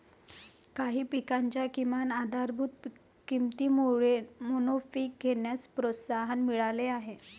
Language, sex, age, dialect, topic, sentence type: Marathi, female, 31-35, Varhadi, agriculture, statement